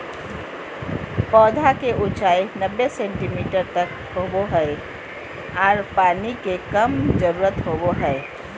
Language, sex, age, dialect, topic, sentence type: Magahi, female, 46-50, Southern, banking, statement